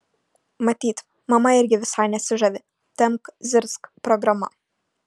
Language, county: Lithuanian, Šiauliai